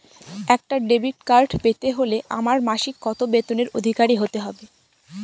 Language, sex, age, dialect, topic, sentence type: Bengali, female, 18-24, Northern/Varendri, banking, question